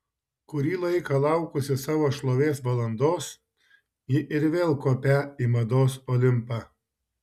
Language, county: Lithuanian, Šiauliai